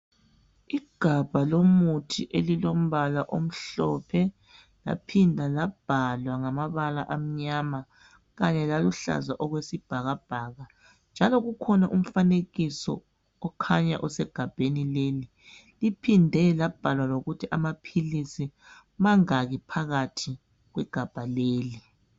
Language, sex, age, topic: North Ndebele, female, 18-24, health